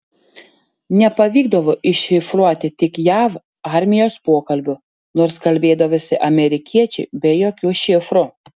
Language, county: Lithuanian, Panevėžys